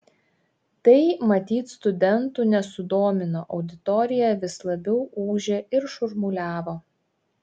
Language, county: Lithuanian, Šiauliai